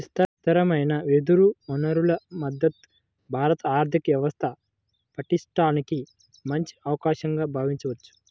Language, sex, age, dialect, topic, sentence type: Telugu, male, 18-24, Central/Coastal, agriculture, statement